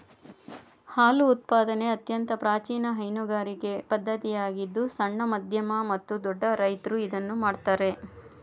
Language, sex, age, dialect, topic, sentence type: Kannada, female, 31-35, Mysore Kannada, agriculture, statement